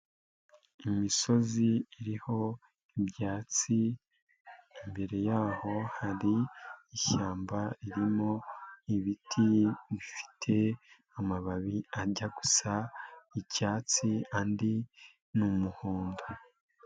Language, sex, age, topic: Kinyarwanda, male, 25-35, agriculture